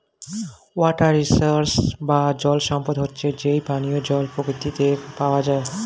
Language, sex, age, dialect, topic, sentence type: Bengali, male, 25-30, Standard Colloquial, agriculture, statement